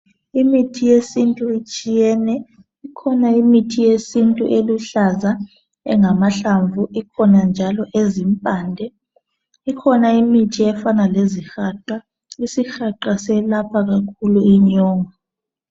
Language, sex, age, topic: North Ndebele, male, 36-49, health